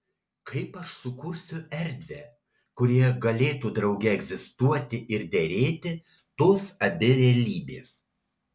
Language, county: Lithuanian, Alytus